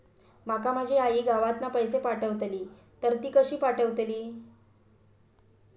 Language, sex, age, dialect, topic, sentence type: Marathi, female, 18-24, Southern Konkan, banking, question